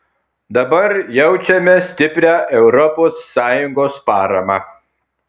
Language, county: Lithuanian, Kaunas